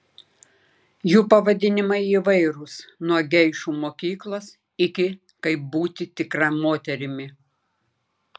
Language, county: Lithuanian, Klaipėda